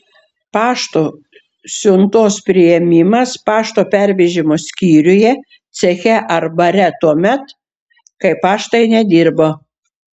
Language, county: Lithuanian, Šiauliai